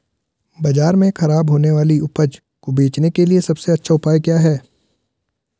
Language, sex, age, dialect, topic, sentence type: Hindi, male, 18-24, Garhwali, agriculture, statement